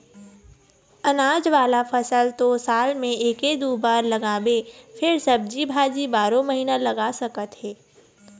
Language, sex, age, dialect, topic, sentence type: Chhattisgarhi, female, 60-100, Eastern, agriculture, statement